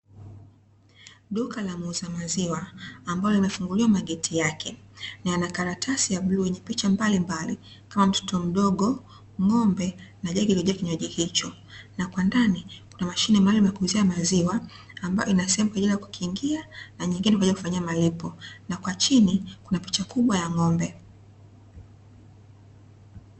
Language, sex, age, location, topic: Swahili, female, 25-35, Dar es Salaam, finance